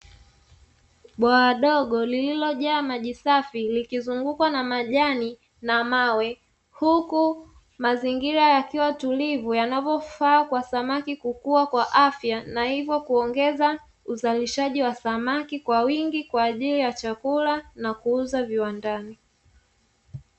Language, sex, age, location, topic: Swahili, female, 25-35, Dar es Salaam, agriculture